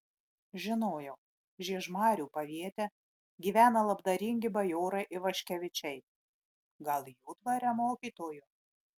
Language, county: Lithuanian, Marijampolė